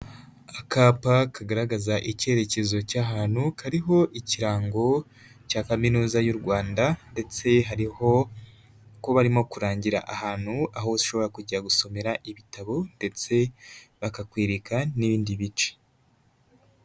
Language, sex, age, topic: Kinyarwanda, male, 25-35, education